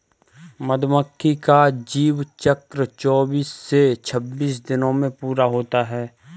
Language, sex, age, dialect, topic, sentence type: Hindi, male, 25-30, Kanauji Braj Bhasha, agriculture, statement